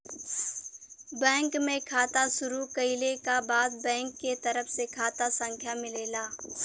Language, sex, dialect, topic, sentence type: Bhojpuri, female, Western, banking, statement